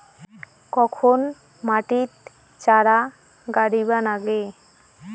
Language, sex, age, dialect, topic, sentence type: Bengali, female, 25-30, Rajbangshi, agriculture, statement